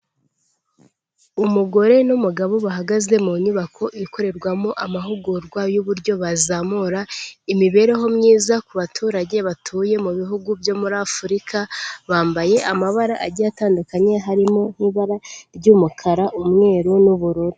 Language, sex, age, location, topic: Kinyarwanda, female, 18-24, Kigali, health